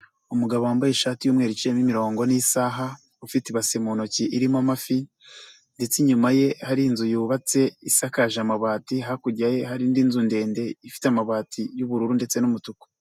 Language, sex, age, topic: Kinyarwanda, male, 25-35, agriculture